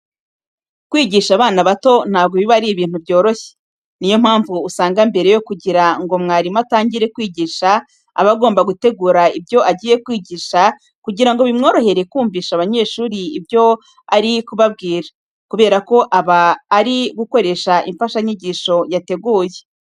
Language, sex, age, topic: Kinyarwanda, female, 36-49, education